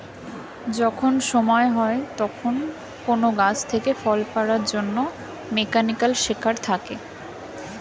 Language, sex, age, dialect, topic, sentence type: Bengali, female, 25-30, Standard Colloquial, agriculture, statement